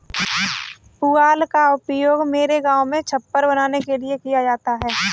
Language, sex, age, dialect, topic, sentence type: Hindi, female, 25-30, Kanauji Braj Bhasha, agriculture, statement